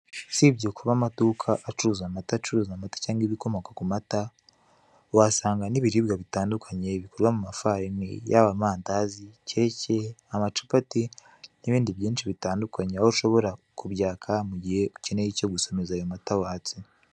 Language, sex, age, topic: Kinyarwanda, male, 18-24, finance